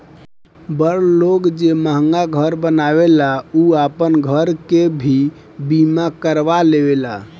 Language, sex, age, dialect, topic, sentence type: Bhojpuri, male, 18-24, Southern / Standard, banking, statement